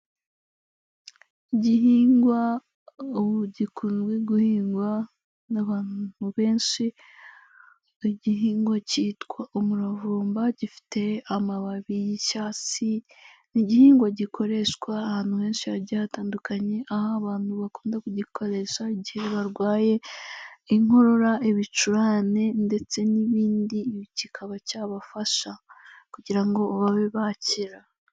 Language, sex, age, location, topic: Kinyarwanda, female, 25-35, Kigali, health